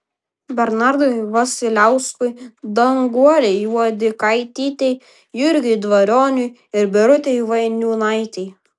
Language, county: Lithuanian, Vilnius